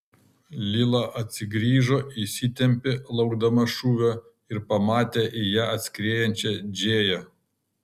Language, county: Lithuanian, Kaunas